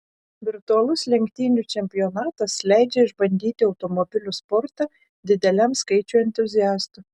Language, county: Lithuanian, Šiauliai